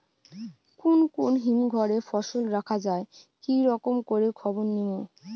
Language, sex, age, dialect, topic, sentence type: Bengali, female, 18-24, Rajbangshi, agriculture, question